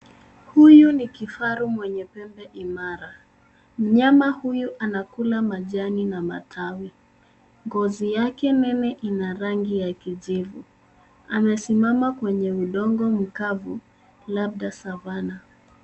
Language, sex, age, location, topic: Swahili, female, 18-24, Nairobi, government